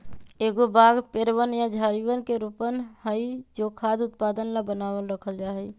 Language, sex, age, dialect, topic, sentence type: Magahi, male, 25-30, Western, agriculture, statement